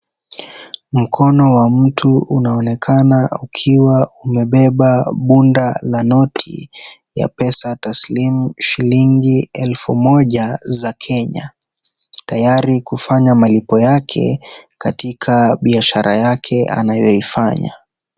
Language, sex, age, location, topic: Swahili, male, 18-24, Kisii, finance